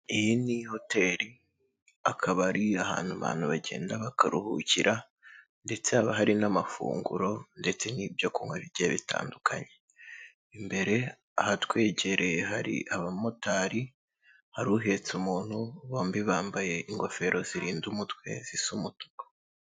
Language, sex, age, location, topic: Kinyarwanda, male, 18-24, Kigali, government